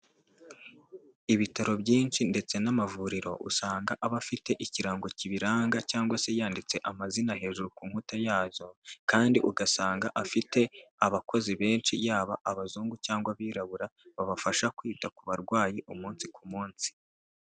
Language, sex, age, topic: Kinyarwanda, male, 18-24, health